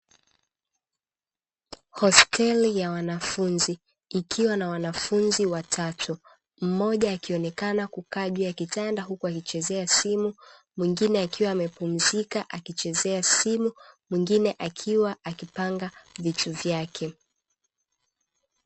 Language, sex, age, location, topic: Swahili, female, 18-24, Dar es Salaam, education